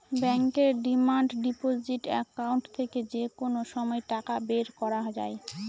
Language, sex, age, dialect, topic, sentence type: Bengali, female, 18-24, Northern/Varendri, banking, statement